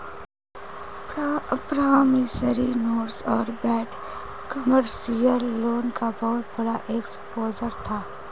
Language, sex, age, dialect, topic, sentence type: Hindi, female, 18-24, Marwari Dhudhari, banking, statement